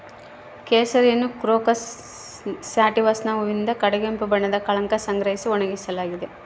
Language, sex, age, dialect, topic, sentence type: Kannada, female, 51-55, Central, agriculture, statement